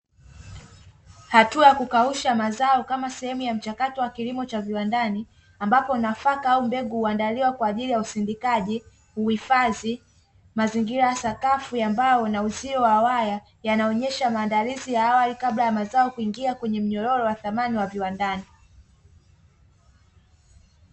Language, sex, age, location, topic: Swahili, female, 25-35, Dar es Salaam, agriculture